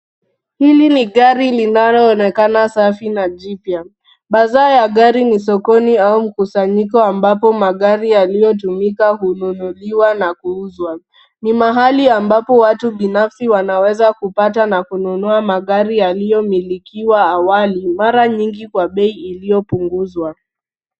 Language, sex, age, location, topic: Swahili, female, 36-49, Nairobi, finance